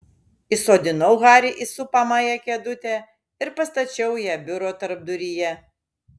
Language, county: Lithuanian, Šiauliai